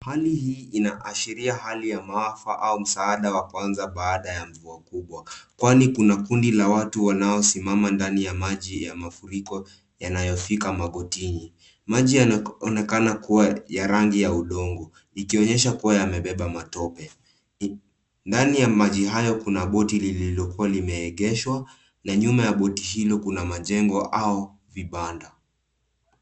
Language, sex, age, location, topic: Swahili, male, 18-24, Nairobi, health